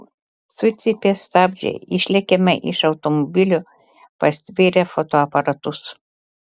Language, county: Lithuanian, Telšiai